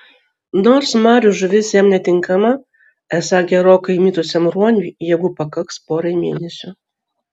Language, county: Lithuanian, Vilnius